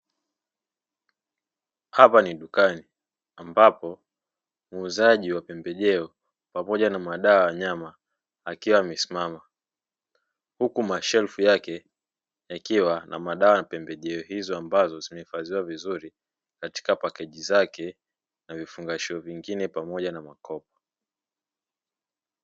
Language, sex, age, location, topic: Swahili, male, 25-35, Dar es Salaam, agriculture